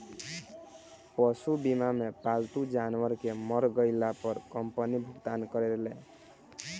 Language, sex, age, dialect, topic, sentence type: Bhojpuri, male, 18-24, Southern / Standard, banking, statement